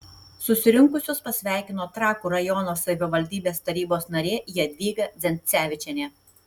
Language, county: Lithuanian, Tauragė